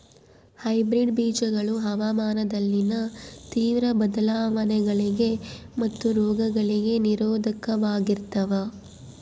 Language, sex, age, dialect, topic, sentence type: Kannada, female, 25-30, Central, agriculture, statement